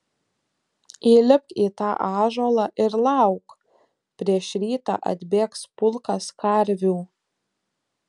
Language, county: Lithuanian, Telšiai